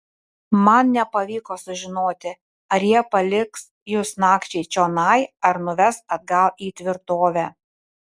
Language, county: Lithuanian, Panevėžys